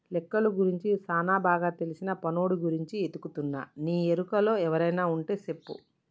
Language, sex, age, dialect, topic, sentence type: Telugu, female, 18-24, Telangana, banking, statement